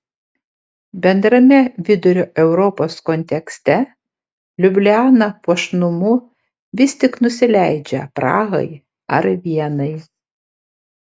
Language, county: Lithuanian, Panevėžys